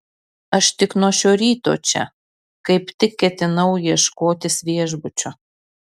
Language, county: Lithuanian, Kaunas